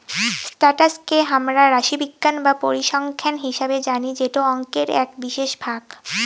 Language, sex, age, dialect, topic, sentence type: Bengali, female, 18-24, Rajbangshi, banking, statement